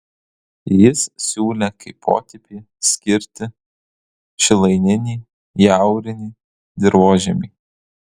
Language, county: Lithuanian, Kaunas